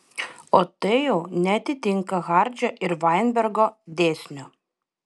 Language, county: Lithuanian, Utena